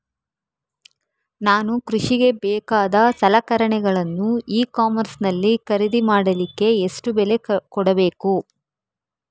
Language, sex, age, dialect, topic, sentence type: Kannada, female, 36-40, Coastal/Dakshin, agriculture, question